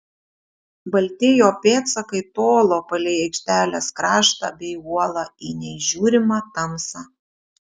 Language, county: Lithuanian, Šiauliai